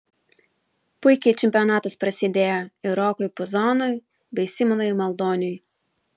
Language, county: Lithuanian, Vilnius